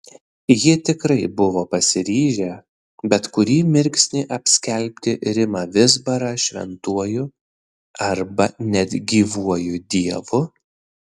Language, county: Lithuanian, Vilnius